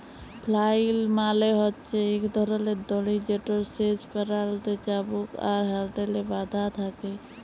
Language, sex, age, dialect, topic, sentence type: Bengali, female, 18-24, Jharkhandi, agriculture, statement